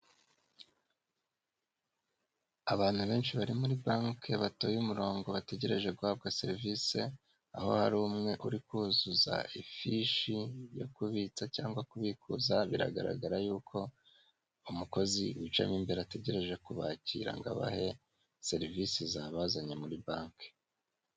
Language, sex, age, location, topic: Kinyarwanda, male, 25-35, Kigali, finance